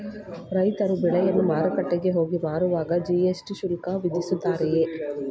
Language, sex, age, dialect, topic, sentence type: Kannada, female, 25-30, Mysore Kannada, agriculture, question